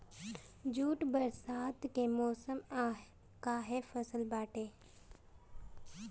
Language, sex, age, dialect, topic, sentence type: Bhojpuri, female, 18-24, Northern, agriculture, statement